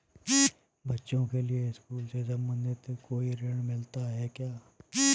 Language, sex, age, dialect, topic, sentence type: Hindi, male, 31-35, Marwari Dhudhari, banking, question